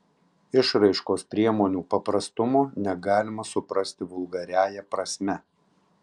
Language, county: Lithuanian, Tauragė